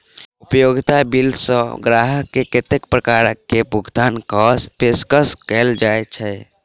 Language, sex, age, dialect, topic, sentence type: Maithili, male, 18-24, Southern/Standard, banking, question